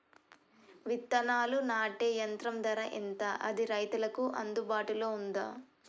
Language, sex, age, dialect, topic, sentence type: Telugu, male, 18-24, Telangana, agriculture, question